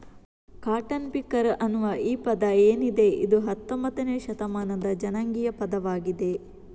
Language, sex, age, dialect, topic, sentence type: Kannada, female, 18-24, Coastal/Dakshin, agriculture, statement